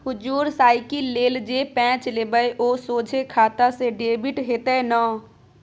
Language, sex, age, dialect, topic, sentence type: Maithili, female, 25-30, Bajjika, banking, statement